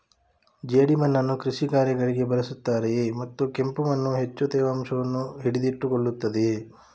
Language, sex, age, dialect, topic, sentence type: Kannada, male, 25-30, Coastal/Dakshin, agriculture, question